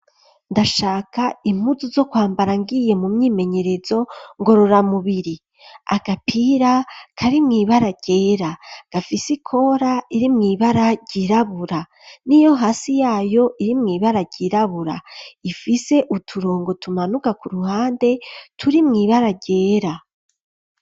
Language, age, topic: Rundi, 25-35, education